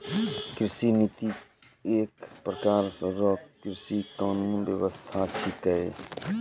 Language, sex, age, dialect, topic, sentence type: Maithili, male, 46-50, Angika, agriculture, statement